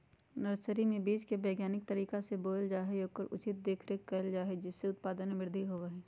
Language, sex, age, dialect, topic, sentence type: Magahi, female, 31-35, Western, agriculture, statement